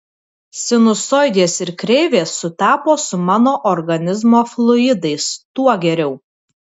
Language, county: Lithuanian, Vilnius